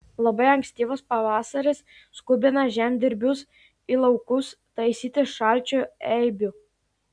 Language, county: Lithuanian, Klaipėda